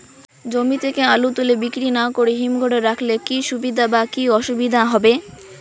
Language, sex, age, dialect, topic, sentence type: Bengali, female, 18-24, Rajbangshi, agriculture, question